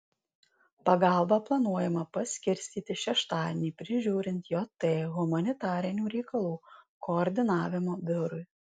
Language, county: Lithuanian, Alytus